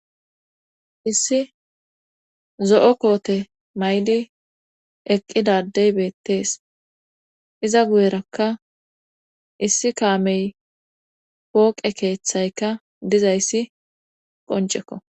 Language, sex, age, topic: Gamo, female, 25-35, government